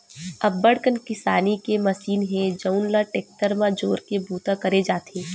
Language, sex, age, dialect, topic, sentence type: Chhattisgarhi, female, 18-24, Western/Budati/Khatahi, agriculture, statement